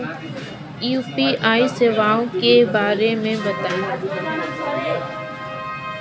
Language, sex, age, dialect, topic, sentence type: Hindi, female, 25-30, Kanauji Braj Bhasha, banking, question